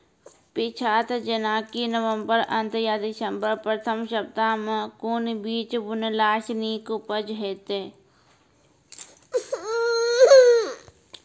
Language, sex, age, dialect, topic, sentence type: Maithili, female, 36-40, Angika, agriculture, question